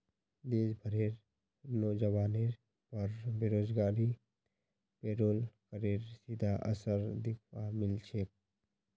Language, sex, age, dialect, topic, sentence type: Magahi, male, 41-45, Northeastern/Surjapuri, banking, statement